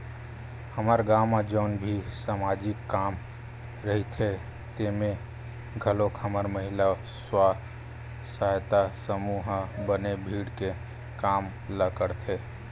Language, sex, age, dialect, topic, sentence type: Chhattisgarhi, male, 31-35, Western/Budati/Khatahi, banking, statement